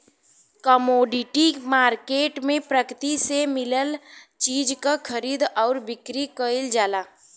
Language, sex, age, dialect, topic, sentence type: Bhojpuri, female, 18-24, Western, banking, statement